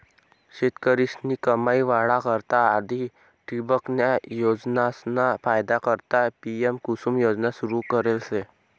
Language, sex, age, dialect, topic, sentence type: Marathi, male, 25-30, Northern Konkan, agriculture, statement